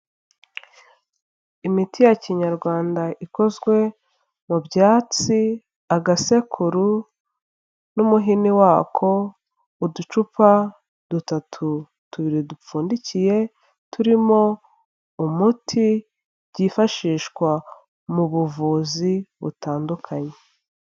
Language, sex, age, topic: Kinyarwanda, female, 25-35, health